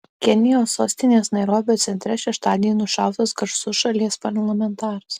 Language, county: Lithuanian, Alytus